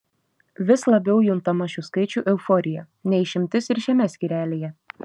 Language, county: Lithuanian, Šiauliai